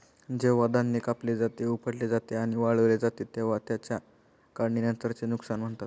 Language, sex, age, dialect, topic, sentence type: Marathi, male, 25-30, Standard Marathi, agriculture, statement